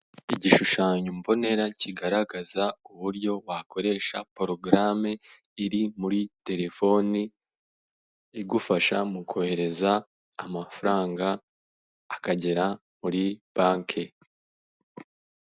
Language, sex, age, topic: Kinyarwanda, male, 18-24, finance